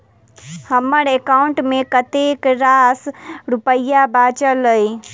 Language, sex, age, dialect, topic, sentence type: Maithili, female, 18-24, Southern/Standard, banking, question